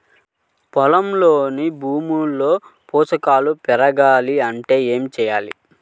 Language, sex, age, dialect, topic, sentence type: Telugu, male, 31-35, Central/Coastal, agriculture, question